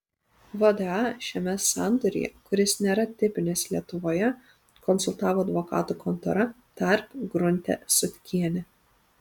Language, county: Lithuanian, Panevėžys